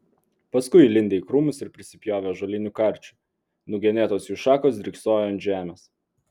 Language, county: Lithuanian, Vilnius